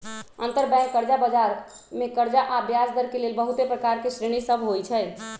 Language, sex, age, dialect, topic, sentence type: Magahi, female, 31-35, Western, banking, statement